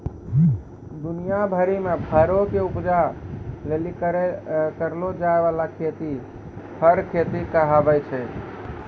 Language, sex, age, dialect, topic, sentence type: Maithili, male, 18-24, Angika, agriculture, statement